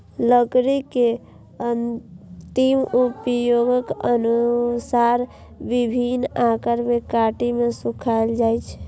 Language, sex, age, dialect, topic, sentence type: Maithili, female, 18-24, Eastern / Thethi, agriculture, statement